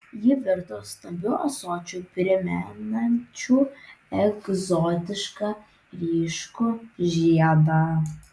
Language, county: Lithuanian, Vilnius